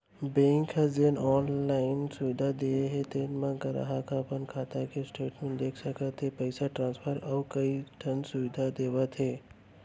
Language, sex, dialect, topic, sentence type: Chhattisgarhi, male, Central, banking, statement